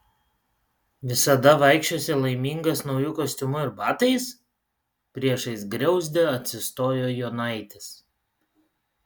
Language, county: Lithuanian, Utena